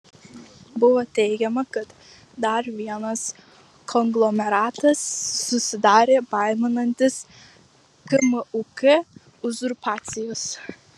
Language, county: Lithuanian, Marijampolė